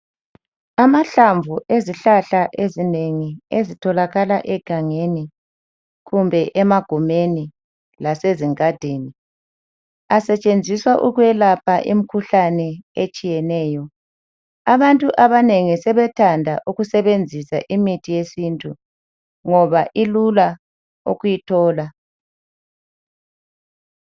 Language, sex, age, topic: North Ndebele, male, 50+, health